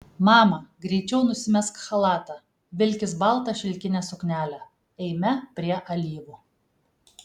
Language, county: Lithuanian, Kaunas